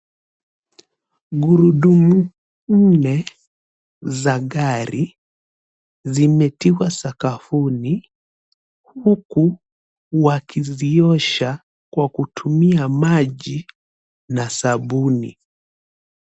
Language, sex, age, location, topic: Swahili, male, 18-24, Nairobi, finance